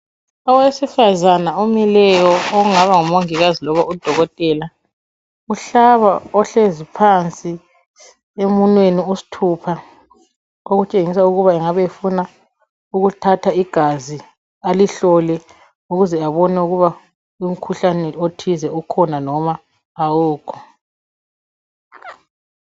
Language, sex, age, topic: North Ndebele, female, 36-49, health